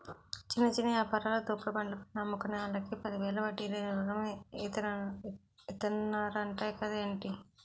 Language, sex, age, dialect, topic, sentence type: Telugu, female, 36-40, Utterandhra, banking, statement